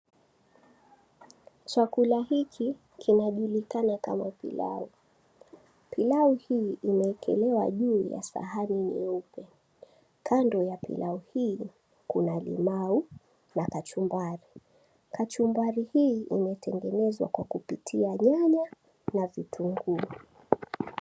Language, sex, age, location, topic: Swahili, female, 18-24, Mombasa, agriculture